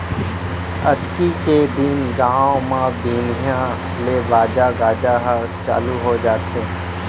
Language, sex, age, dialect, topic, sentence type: Chhattisgarhi, female, 18-24, Central, agriculture, statement